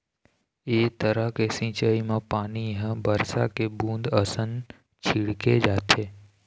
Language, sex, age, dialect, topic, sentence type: Chhattisgarhi, male, 18-24, Eastern, agriculture, statement